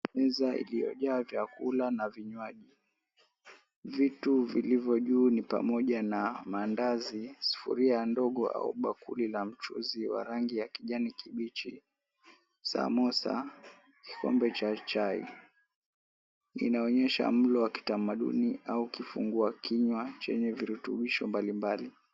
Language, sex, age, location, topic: Swahili, male, 18-24, Mombasa, agriculture